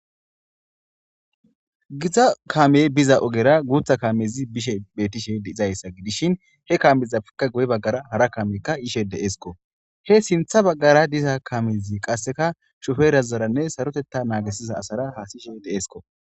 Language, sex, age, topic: Gamo, male, 18-24, government